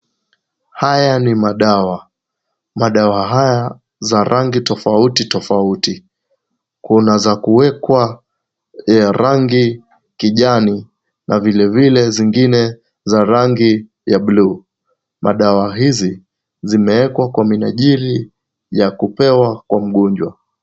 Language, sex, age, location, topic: Swahili, male, 18-24, Kisumu, health